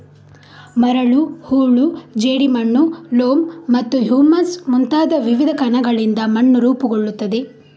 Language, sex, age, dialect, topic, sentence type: Kannada, female, 51-55, Coastal/Dakshin, agriculture, statement